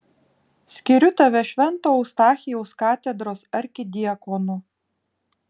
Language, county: Lithuanian, Vilnius